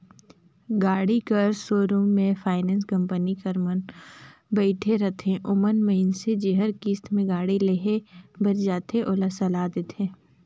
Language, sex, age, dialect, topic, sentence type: Chhattisgarhi, female, 56-60, Northern/Bhandar, banking, statement